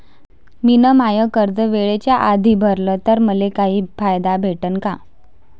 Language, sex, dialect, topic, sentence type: Marathi, female, Varhadi, banking, question